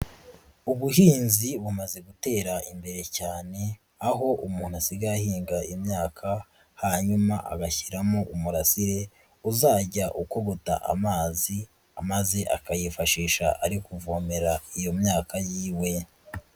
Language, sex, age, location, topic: Kinyarwanda, female, 36-49, Nyagatare, agriculture